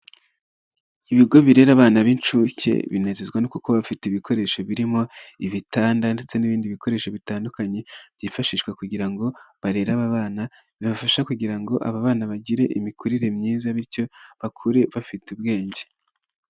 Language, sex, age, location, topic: Kinyarwanda, male, 25-35, Nyagatare, education